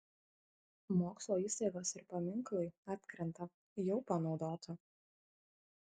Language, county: Lithuanian, Kaunas